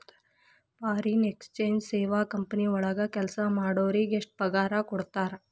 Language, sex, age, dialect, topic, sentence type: Kannada, female, 41-45, Dharwad Kannada, banking, statement